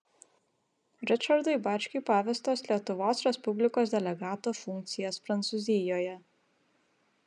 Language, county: Lithuanian, Vilnius